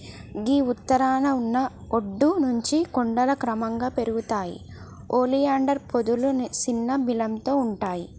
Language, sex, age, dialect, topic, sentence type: Telugu, female, 25-30, Telangana, agriculture, statement